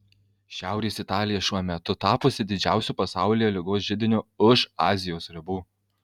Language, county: Lithuanian, Kaunas